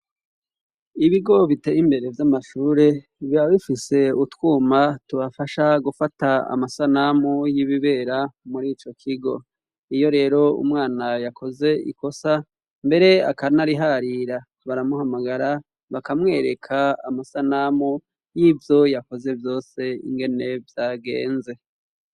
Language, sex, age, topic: Rundi, male, 36-49, education